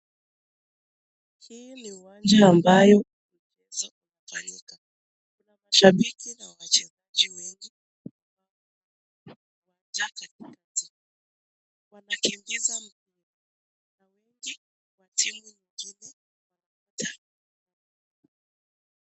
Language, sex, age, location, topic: Swahili, female, 18-24, Nakuru, government